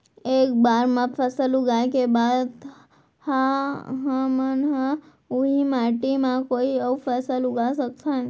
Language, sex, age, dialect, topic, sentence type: Chhattisgarhi, female, 18-24, Central, agriculture, question